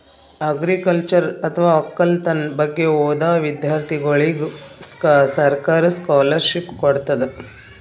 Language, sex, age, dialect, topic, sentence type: Kannada, female, 41-45, Northeastern, agriculture, statement